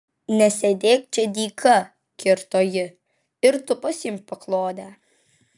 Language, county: Lithuanian, Vilnius